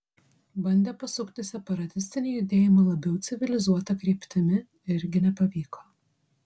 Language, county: Lithuanian, Vilnius